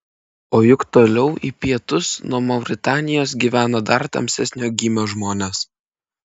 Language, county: Lithuanian, Klaipėda